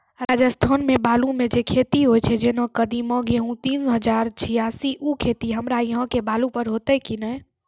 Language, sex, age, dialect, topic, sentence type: Maithili, female, 46-50, Angika, agriculture, question